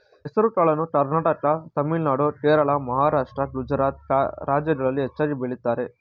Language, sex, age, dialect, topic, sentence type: Kannada, male, 36-40, Mysore Kannada, agriculture, statement